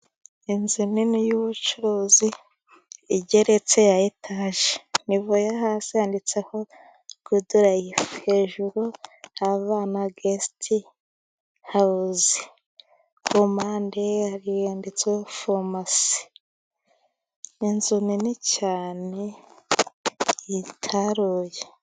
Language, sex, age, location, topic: Kinyarwanda, female, 18-24, Musanze, finance